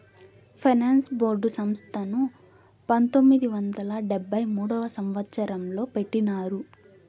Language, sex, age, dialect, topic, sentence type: Telugu, female, 18-24, Southern, banking, statement